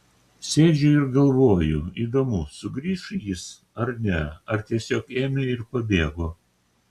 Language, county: Lithuanian, Kaunas